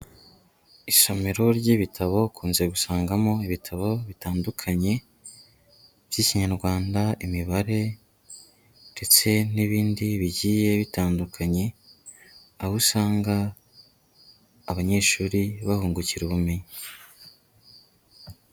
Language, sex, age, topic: Kinyarwanda, female, 18-24, education